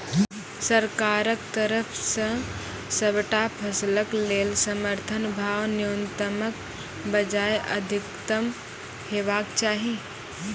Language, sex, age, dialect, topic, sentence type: Maithili, female, 18-24, Angika, agriculture, question